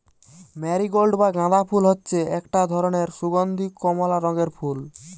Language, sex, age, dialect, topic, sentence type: Bengali, male, 18-24, Western, agriculture, statement